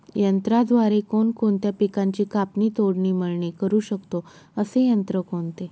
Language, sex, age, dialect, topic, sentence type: Marathi, female, 25-30, Northern Konkan, agriculture, question